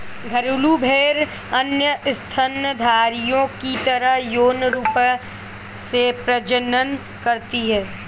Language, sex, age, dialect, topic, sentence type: Hindi, male, 18-24, Kanauji Braj Bhasha, agriculture, statement